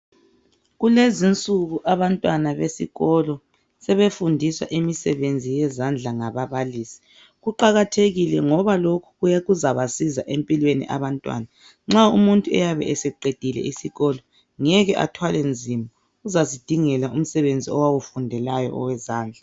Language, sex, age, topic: North Ndebele, female, 25-35, education